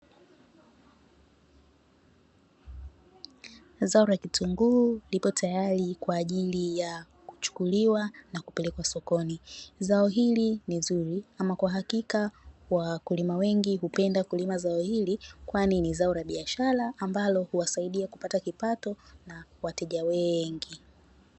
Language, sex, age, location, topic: Swahili, female, 18-24, Dar es Salaam, agriculture